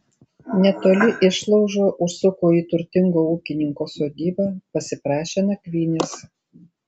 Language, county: Lithuanian, Tauragė